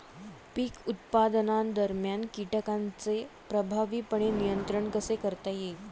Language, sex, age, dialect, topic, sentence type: Marathi, female, 18-24, Standard Marathi, agriculture, question